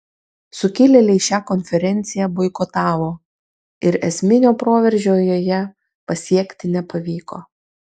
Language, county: Lithuanian, Kaunas